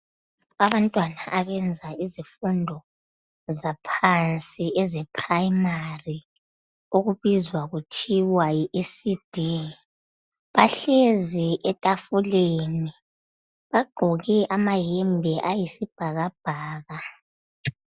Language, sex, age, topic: North Ndebele, male, 25-35, education